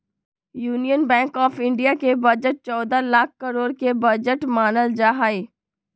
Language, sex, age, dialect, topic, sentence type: Magahi, female, 18-24, Western, banking, statement